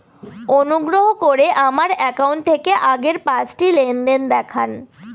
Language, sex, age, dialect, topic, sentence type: Bengali, female, 18-24, Northern/Varendri, banking, statement